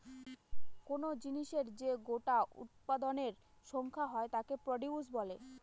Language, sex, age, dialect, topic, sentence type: Bengali, female, 25-30, Northern/Varendri, agriculture, statement